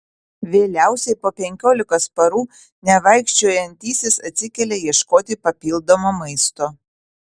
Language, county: Lithuanian, Utena